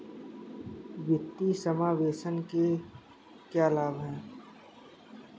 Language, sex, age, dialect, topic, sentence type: Hindi, male, 18-24, Kanauji Braj Bhasha, banking, question